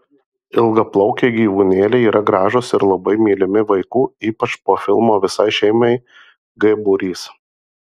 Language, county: Lithuanian, Marijampolė